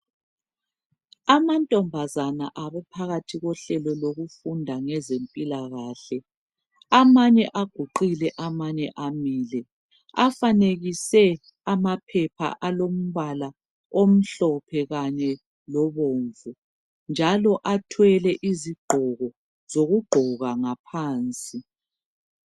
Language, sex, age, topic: North Ndebele, female, 36-49, health